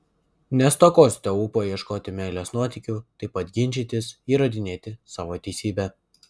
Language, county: Lithuanian, Vilnius